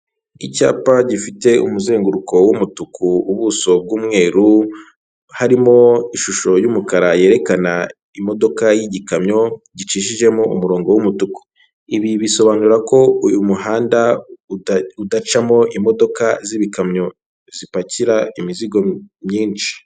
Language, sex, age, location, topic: Kinyarwanda, male, 25-35, Kigali, government